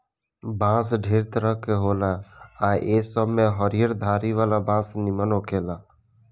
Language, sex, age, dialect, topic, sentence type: Bhojpuri, male, <18, Southern / Standard, agriculture, statement